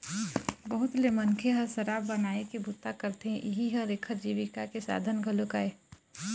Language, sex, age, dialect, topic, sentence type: Chhattisgarhi, female, 25-30, Eastern, agriculture, statement